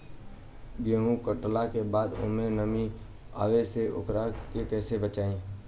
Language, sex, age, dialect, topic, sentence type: Bhojpuri, male, 18-24, Southern / Standard, agriculture, question